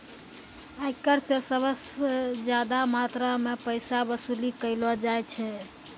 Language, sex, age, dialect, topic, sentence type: Maithili, female, 25-30, Angika, banking, statement